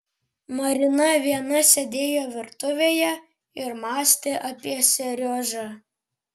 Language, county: Lithuanian, Panevėžys